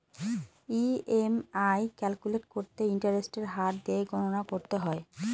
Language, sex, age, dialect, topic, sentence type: Bengali, female, 18-24, Northern/Varendri, banking, statement